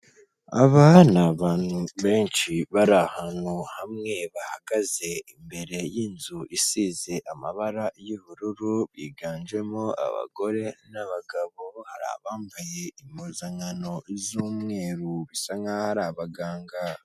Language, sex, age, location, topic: Kinyarwanda, male, 18-24, Kigali, health